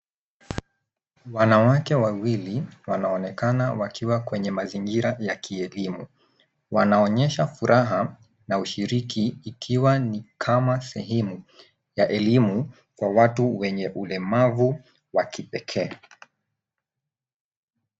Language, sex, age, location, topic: Swahili, male, 18-24, Nairobi, education